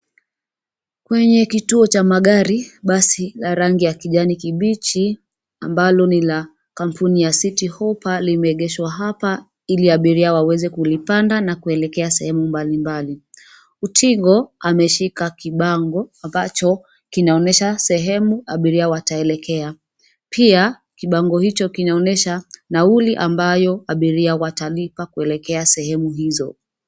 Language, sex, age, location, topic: Swahili, female, 25-35, Nairobi, government